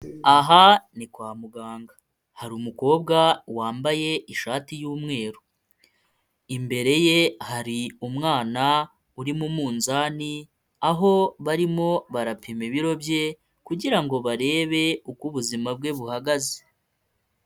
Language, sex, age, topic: Kinyarwanda, male, 25-35, health